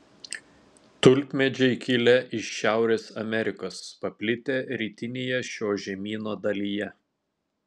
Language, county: Lithuanian, Telšiai